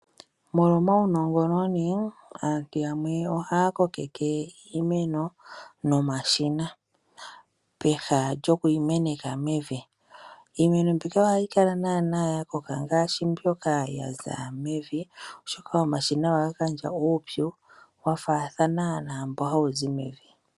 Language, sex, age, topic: Oshiwambo, female, 25-35, agriculture